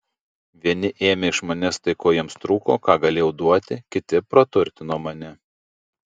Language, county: Lithuanian, Panevėžys